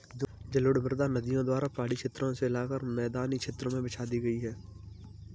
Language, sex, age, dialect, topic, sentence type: Hindi, male, 18-24, Kanauji Braj Bhasha, agriculture, statement